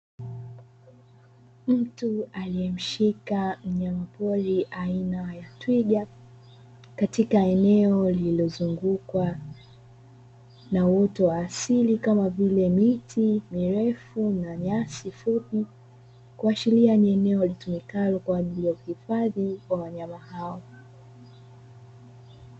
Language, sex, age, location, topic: Swahili, female, 25-35, Dar es Salaam, agriculture